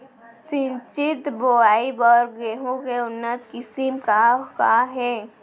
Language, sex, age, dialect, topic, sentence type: Chhattisgarhi, female, 36-40, Central, agriculture, question